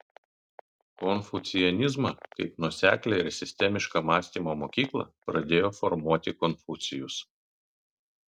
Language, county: Lithuanian, Kaunas